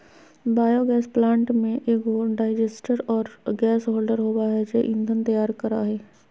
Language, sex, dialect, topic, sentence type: Magahi, female, Southern, agriculture, statement